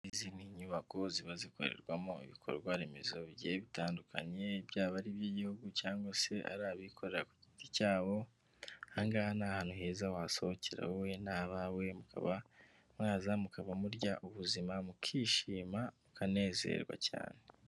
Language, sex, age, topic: Kinyarwanda, female, 18-24, finance